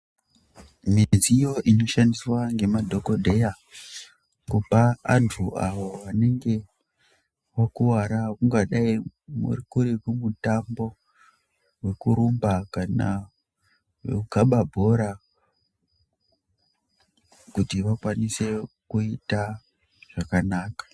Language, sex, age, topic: Ndau, female, 18-24, health